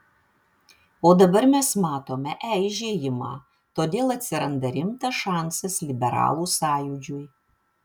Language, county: Lithuanian, Vilnius